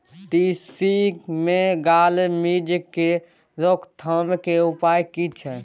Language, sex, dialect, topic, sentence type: Maithili, male, Bajjika, agriculture, question